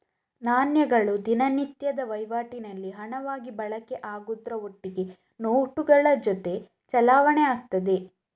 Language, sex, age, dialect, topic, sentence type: Kannada, female, 31-35, Coastal/Dakshin, banking, statement